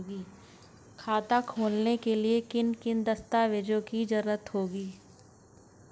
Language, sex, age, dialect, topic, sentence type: Hindi, female, 18-24, Hindustani Malvi Khadi Boli, banking, question